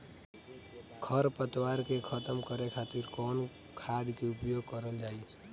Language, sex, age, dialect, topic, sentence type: Bhojpuri, male, 18-24, Northern, agriculture, question